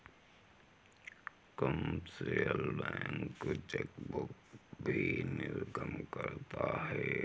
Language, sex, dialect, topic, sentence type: Hindi, male, Kanauji Braj Bhasha, banking, statement